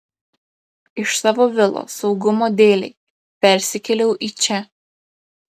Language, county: Lithuanian, Klaipėda